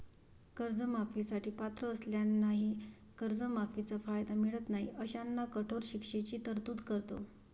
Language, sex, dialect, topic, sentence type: Marathi, female, Varhadi, banking, statement